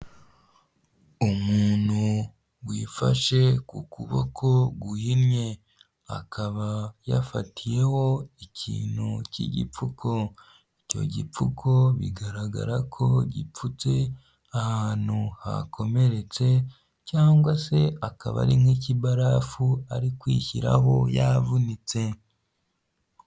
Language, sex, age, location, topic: Kinyarwanda, female, 18-24, Huye, health